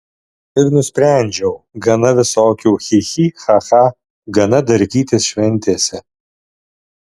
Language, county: Lithuanian, Alytus